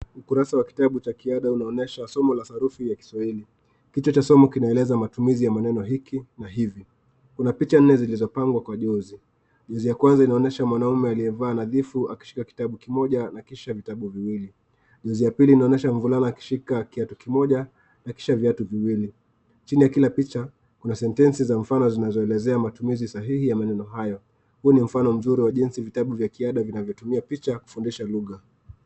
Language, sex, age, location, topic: Swahili, male, 25-35, Nakuru, education